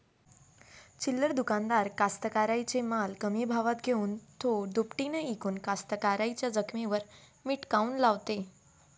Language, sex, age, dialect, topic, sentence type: Marathi, female, 18-24, Varhadi, agriculture, question